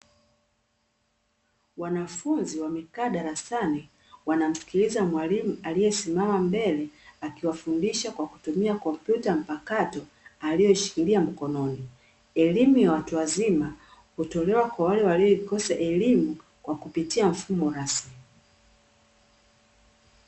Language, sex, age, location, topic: Swahili, female, 36-49, Dar es Salaam, education